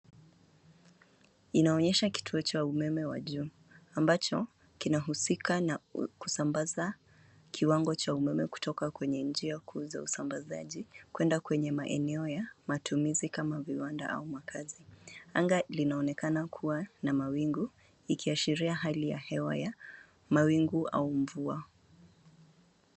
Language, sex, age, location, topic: Swahili, female, 25-35, Nairobi, government